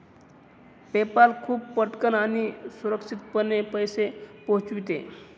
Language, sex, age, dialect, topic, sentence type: Marathi, male, 25-30, Northern Konkan, banking, statement